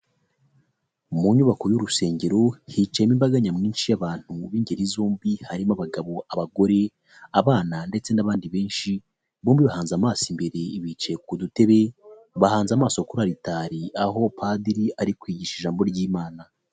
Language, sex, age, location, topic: Kinyarwanda, male, 25-35, Nyagatare, finance